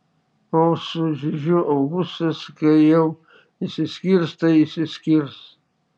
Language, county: Lithuanian, Šiauliai